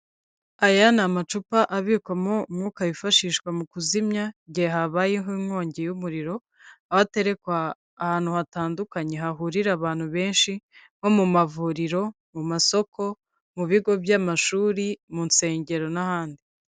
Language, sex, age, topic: Kinyarwanda, female, 25-35, government